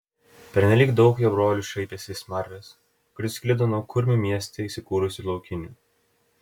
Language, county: Lithuanian, Telšiai